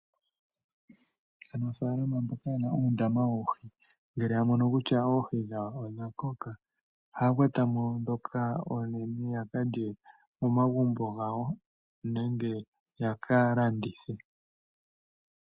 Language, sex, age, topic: Oshiwambo, male, 18-24, agriculture